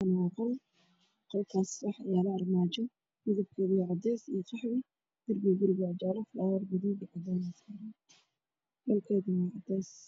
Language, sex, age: Somali, female, 25-35